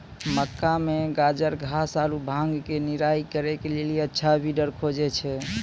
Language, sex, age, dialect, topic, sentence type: Maithili, male, 25-30, Angika, agriculture, question